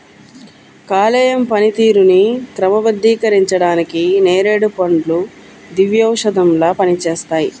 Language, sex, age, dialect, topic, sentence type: Telugu, female, 31-35, Central/Coastal, agriculture, statement